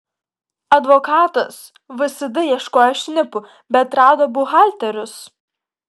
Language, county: Lithuanian, Kaunas